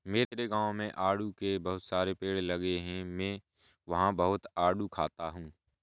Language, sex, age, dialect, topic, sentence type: Hindi, male, 25-30, Awadhi Bundeli, agriculture, statement